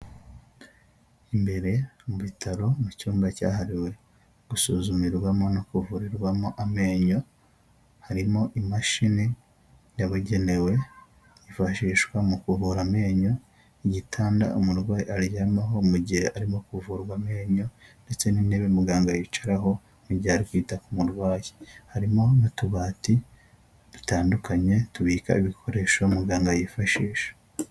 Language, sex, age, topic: Kinyarwanda, male, 18-24, health